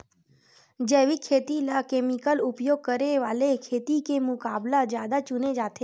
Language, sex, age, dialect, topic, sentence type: Chhattisgarhi, female, 60-100, Western/Budati/Khatahi, agriculture, statement